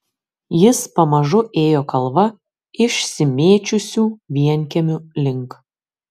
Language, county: Lithuanian, Kaunas